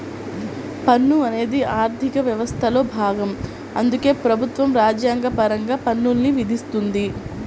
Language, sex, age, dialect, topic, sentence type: Telugu, female, 18-24, Central/Coastal, banking, statement